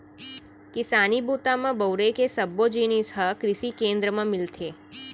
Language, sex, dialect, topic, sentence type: Chhattisgarhi, female, Central, agriculture, statement